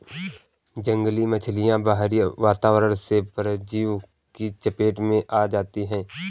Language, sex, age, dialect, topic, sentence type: Hindi, male, 18-24, Kanauji Braj Bhasha, agriculture, statement